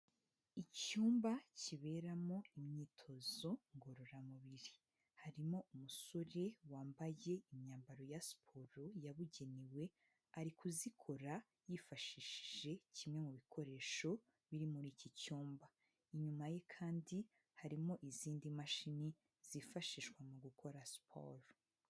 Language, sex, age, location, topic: Kinyarwanda, female, 25-35, Huye, health